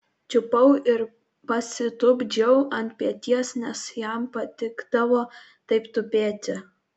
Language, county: Lithuanian, Kaunas